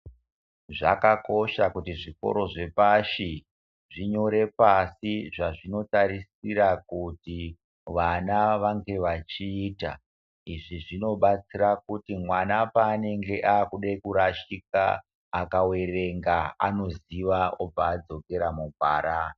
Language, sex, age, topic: Ndau, male, 50+, education